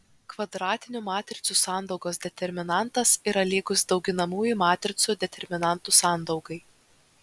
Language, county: Lithuanian, Vilnius